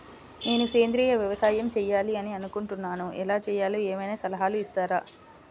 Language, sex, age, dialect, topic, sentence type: Telugu, female, 25-30, Central/Coastal, agriculture, question